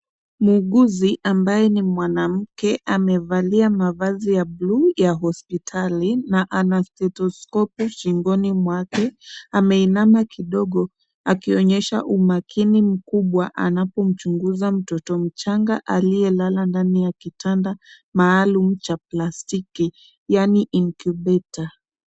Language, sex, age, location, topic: Swahili, female, 25-35, Kisumu, health